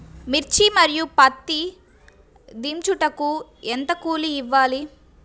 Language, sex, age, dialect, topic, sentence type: Telugu, female, 51-55, Central/Coastal, agriculture, question